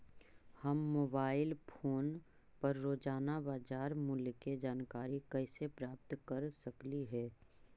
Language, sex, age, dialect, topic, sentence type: Magahi, female, 36-40, Central/Standard, agriculture, question